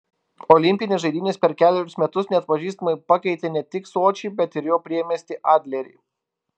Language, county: Lithuanian, Klaipėda